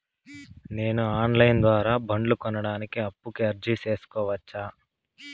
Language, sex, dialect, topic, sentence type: Telugu, male, Southern, banking, question